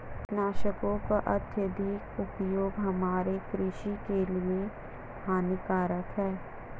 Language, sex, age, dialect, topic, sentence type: Hindi, female, 18-24, Marwari Dhudhari, agriculture, statement